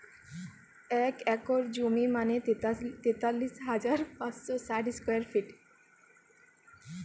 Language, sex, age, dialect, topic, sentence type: Bengali, female, 18-24, Jharkhandi, agriculture, statement